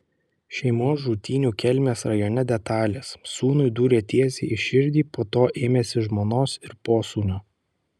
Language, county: Lithuanian, Kaunas